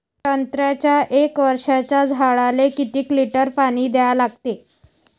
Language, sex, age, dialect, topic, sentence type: Marathi, female, 25-30, Varhadi, agriculture, question